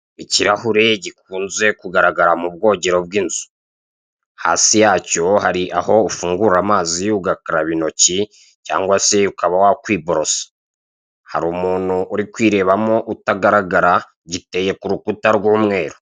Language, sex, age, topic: Kinyarwanda, male, 36-49, finance